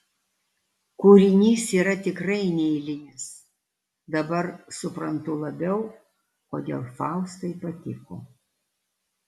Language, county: Lithuanian, Alytus